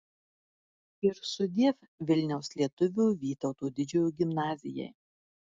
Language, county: Lithuanian, Marijampolė